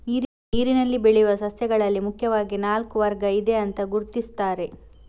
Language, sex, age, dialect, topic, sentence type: Kannada, female, 18-24, Coastal/Dakshin, agriculture, statement